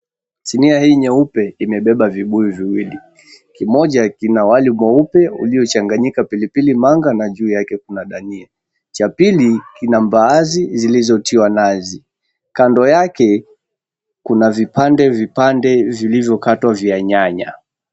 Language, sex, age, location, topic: Swahili, male, 25-35, Mombasa, agriculture